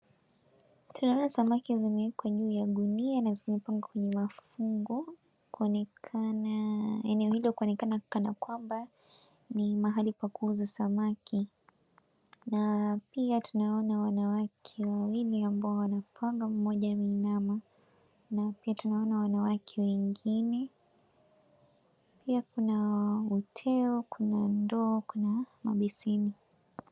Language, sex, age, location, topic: Swahili, female, 18-24, Mombasa, agriculture